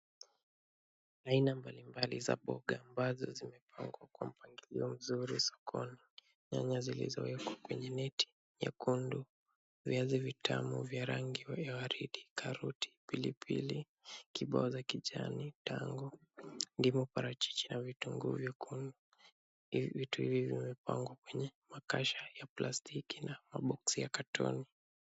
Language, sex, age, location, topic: Swahili, male, 25-35, Kisumu, finance